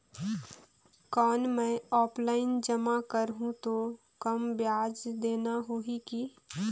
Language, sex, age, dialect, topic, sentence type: Chhattisgarhi, female, 25-30, Northern/Bhandar, banking, question